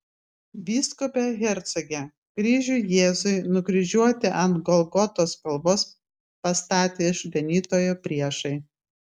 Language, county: Lithuanian, Klaipėda